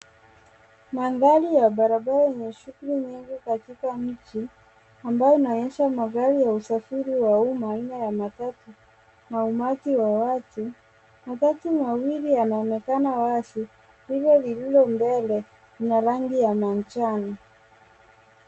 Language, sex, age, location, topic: Swahili, male, 18-24, Nairobi, government